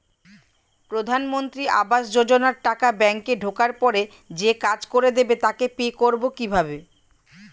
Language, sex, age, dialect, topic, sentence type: Bengali, female, 41-45, Standard Colloquial, banking, question